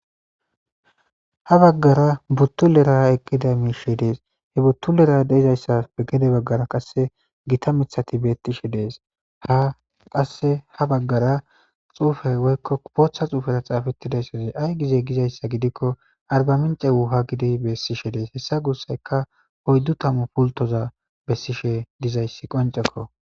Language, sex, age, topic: Gamo, male, 25-35, government